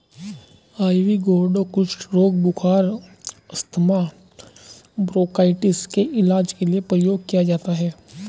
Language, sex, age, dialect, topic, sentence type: Hindi, male, 25-30, Hindustani Malvi Khadi Boli, agriculture, statement